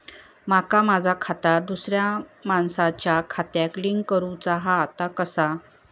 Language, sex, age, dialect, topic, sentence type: Marathi, female, 31-35, Southern Konkan, banking, question